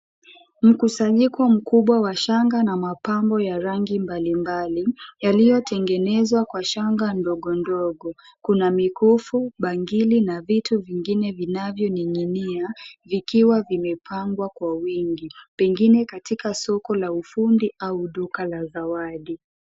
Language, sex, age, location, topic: Swahili, female, 25-35, Kisii, finance